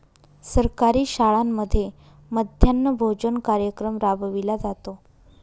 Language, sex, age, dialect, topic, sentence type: Marathi, female, 25-30, Northern Konkan, agriculture, statement